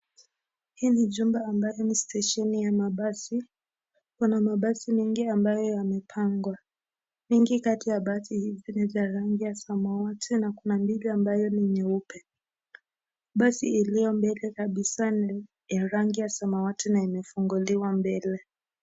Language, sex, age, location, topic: Swahili, male, 18-24, Nakuru, finance